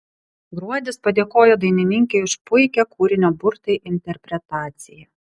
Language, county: Lithuanian, Vilnius